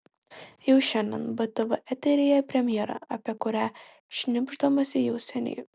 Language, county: Lithuanian, Klaipėda